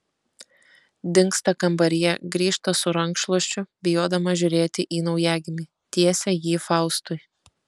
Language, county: Lithuanian, Kaunas